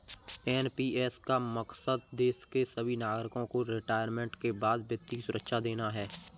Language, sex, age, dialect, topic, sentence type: Hindi, male, 18-24, Kanauji Braj Bhasha, banking, statement